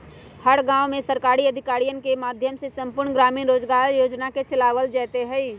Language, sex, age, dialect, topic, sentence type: Magahi, male, 18-24, Western, banking, statement